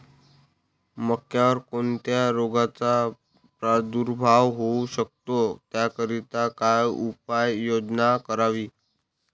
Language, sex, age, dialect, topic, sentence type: Marathi, male, 18-24, Northern Konkan, agriculture, question